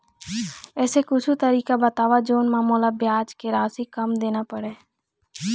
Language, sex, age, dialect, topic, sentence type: Chhattisgarhi, female, 25-30, Eastern, banking, question